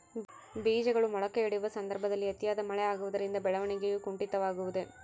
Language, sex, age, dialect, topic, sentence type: Kannada, female, 18-24, Central, agriculture, question